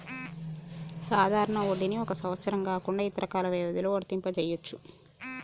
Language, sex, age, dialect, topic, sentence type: Telugu, female, 51-55, Telangana, banking, statement